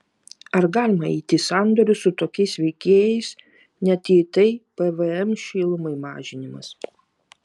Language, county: Lithuanian, Vilnius